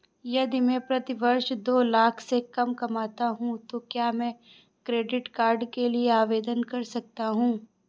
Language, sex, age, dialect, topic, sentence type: Hindi, female, 25-30, Awadhi Bundeli, banking, question